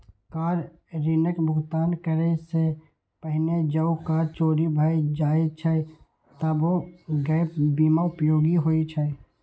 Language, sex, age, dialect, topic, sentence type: Maithili, male, 18-24, Eastern / Thethi, banking, statement